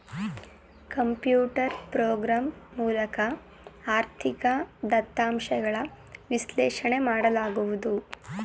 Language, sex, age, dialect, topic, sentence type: Kannada, female, 18-24, Mysore Kannada, banking, statement